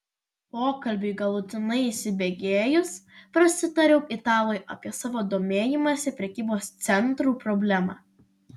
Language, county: Lithuanian, Vilnius